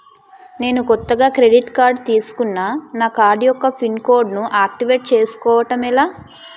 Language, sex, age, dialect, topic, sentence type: Telugu, female, 25-30, Utterandhra, banking, question